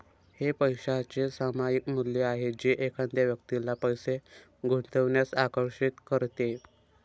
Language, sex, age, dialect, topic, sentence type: Marathi, male, 18-24, Varhadi, banking, statement